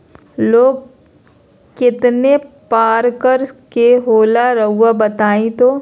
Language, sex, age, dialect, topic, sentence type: Magahi, female, 36-40, Southern, banking, question